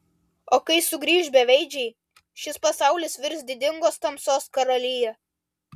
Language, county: Lithuanian, Vilnius